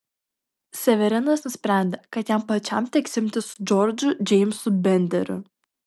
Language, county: Lithuanian, Kaunas